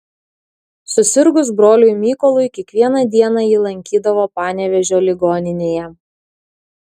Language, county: Lithuanian, Klaipėda